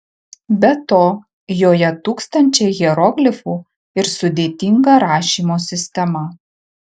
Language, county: Lithuanian, Marijampolė